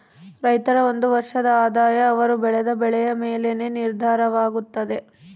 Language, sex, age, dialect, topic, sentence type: Kannada, female, 18-24, Central, banking, statement